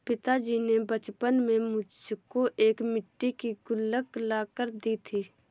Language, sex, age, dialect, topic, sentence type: Hindi, female, 18-24, Awadhi Bundeli, banking, statement